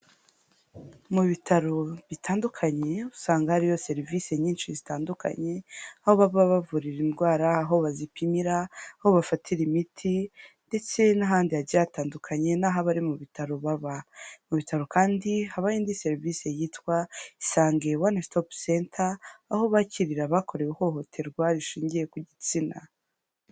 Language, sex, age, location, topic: Kinyarwanda, female, 25-35, Huye, health